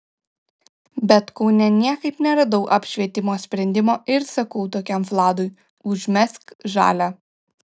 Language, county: Lithuanian, Kaunas